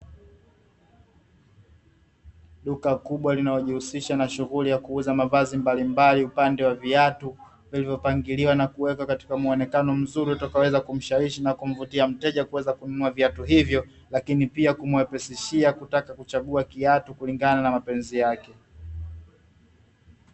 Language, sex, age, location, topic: Swahili, male, 25-35, Dar es Salaam, finance